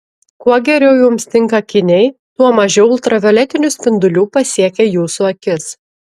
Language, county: Lithuanian, Klaipėda